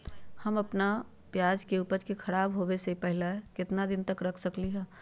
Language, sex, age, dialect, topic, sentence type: Magahi, female, 41-45, Western, agriculture, question